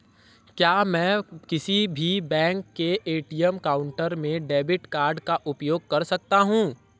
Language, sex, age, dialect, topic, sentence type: Hindi, female, 18-24, Marwari Dhudhari, banking, question